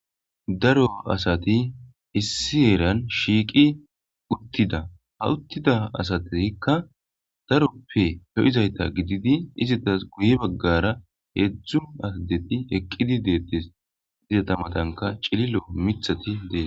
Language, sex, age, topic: Gamo, male, 25-35, government